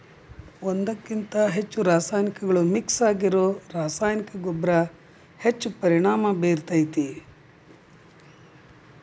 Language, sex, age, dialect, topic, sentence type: Kannada, female, 60-100, Dharwad Kannada, agriculture, statement